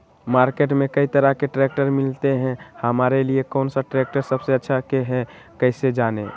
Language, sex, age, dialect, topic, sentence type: Magahi, male, 18-24, Western, agriculture, question